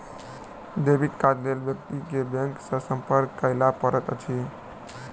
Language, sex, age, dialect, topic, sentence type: Maithili, male, 18-24, Southern/Standard, banking, statement